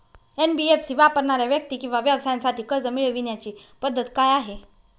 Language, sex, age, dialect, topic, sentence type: Marathi, female, 25-30, Northern Konkan, banking, question